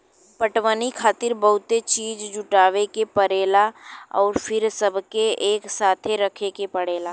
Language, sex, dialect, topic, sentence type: Bhojpuri, female, Southern / Standard, agriculture, statement